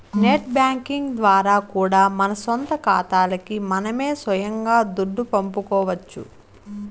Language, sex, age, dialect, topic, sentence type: Telugu, female, 25-30, Southern, banking, statement